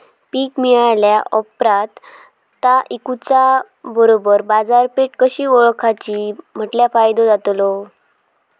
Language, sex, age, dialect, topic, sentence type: Marathi, female, 18-24, Southern Konkan, agriculture, question